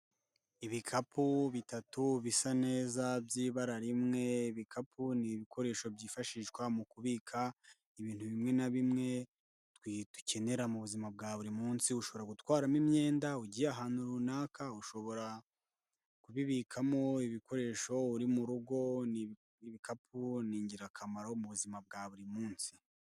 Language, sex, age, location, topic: Kinyarwanda, male, 18-24, Kigali, health